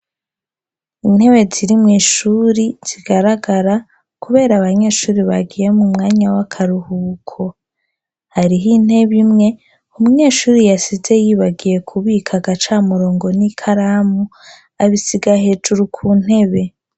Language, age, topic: Rundi, 25-35, education